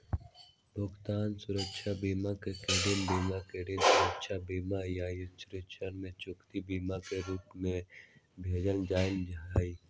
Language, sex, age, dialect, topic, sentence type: Magahi, male, 18-24, Western, banking, statement